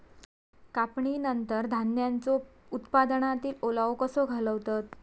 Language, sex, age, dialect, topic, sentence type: Marathi, female, 25-30, Southern Konkan, agriculture, question